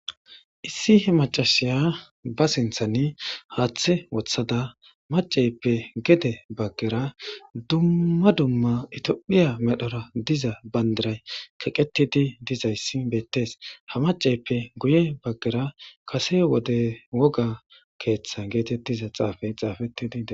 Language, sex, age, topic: Gamo, female, 25-35, government